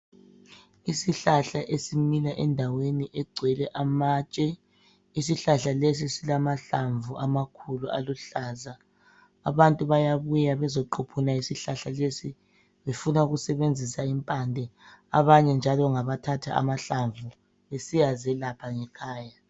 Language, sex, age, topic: North Ndebele, female, 25-35, health